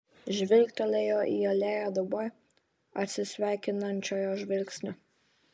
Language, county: Lithuanian, Vilnius